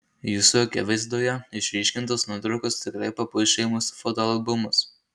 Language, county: Lithuanian, Marijampolė